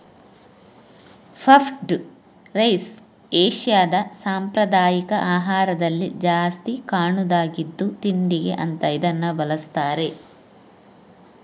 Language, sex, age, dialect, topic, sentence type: Kannada, female, 31-35, Coastal/Dakshin, agriculture, statement